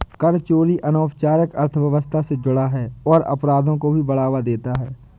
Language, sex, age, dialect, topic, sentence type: Hindi, male, 25-30, Awadhi Bundeli, banking, statement